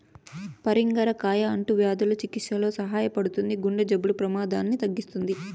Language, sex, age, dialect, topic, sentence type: Telugu, female, 18-24, Southern, agriculture, statement